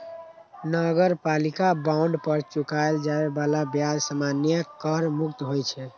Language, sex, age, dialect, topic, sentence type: Maithili, male, 18-24, Eastern / Thethi, banking, statement